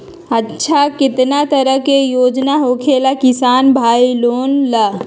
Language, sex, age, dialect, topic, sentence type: Magahi, female, 36-40, Western, agriculture, question